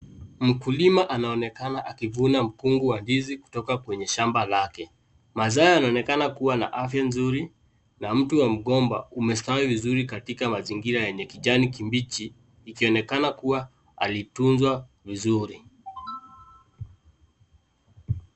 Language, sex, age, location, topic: Swahili, male, 25-35, Kisii, agriculture